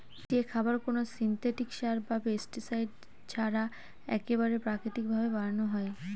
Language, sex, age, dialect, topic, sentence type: Bengali, female, 18-24, Northern/Varendri, agriculture, statement